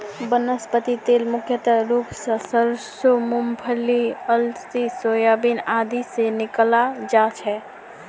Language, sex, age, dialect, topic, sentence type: Magahi, female, 18-24, Northeastern/Surjapuri, agriculture, statement